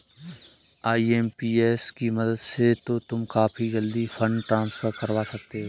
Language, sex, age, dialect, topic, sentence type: Hindi, male, 25-30, Kanauji Braj Bhasha, banking, statement